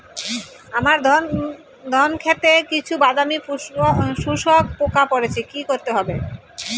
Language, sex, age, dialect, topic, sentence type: Bengali, male, 18-24, Rajbangshi, agriculture, question